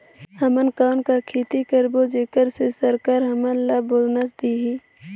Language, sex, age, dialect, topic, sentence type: Chhattisgarhi, female, 18-24, Northern/Bhandar, agriculture, question